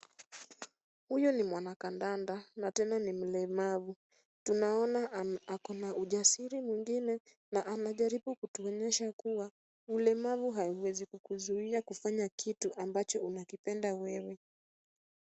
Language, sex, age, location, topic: Swahili, female, 18-24, Kisumu, education